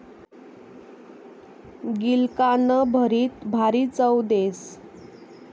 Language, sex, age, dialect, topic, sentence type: Marathi, female, 25-30, Northern Konkan, agriculture, statement